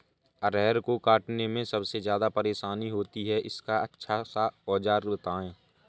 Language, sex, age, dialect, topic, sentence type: Hindi, male, 25-30, Awadhi Bundeli, agriculture, question